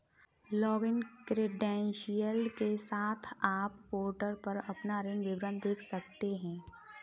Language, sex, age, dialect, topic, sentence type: Hindi, female, 36-40, Kanauji Braj Bhasha, banking, statement